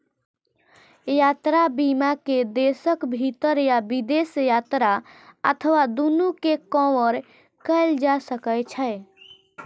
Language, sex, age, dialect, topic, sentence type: Maithili, female, 25-30, Eastern / Thethi, banking, statement